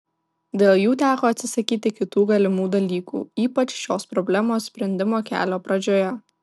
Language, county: Lithuanian, Vilnius